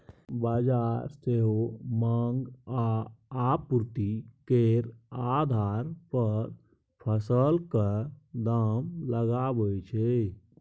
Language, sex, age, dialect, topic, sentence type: Maithili, male, 18-24, Bajjika, agriculture, statement